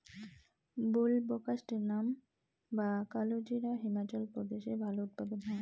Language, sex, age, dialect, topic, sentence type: Bengali, female, 18-24, Rajbangshi, agriculture, question